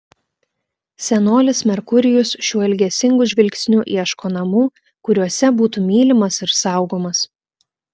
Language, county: Lithuanian, Klaipėda